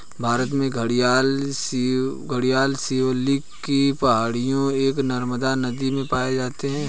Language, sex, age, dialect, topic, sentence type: Hindi, male, 18-24, Hindustani Malvi Khadi Boli, agriculture, statement